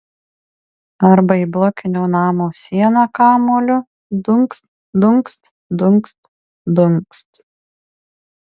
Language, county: Lithuanian, Marijampolė